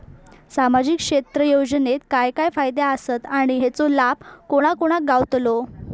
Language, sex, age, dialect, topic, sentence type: Marathi, female, 18-24, Southern Konkan, banking, question